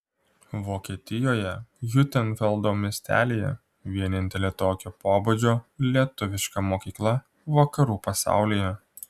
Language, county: Lithuanian, Klaipėda